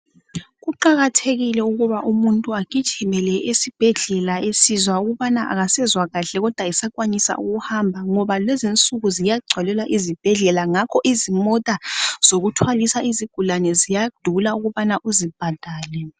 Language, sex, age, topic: North Ndebele, female, 18-24, health